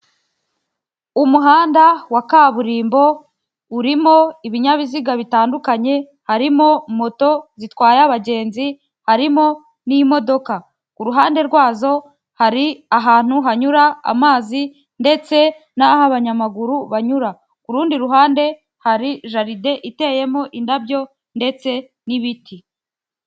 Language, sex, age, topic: Kinyarwanda, female, 18-24, government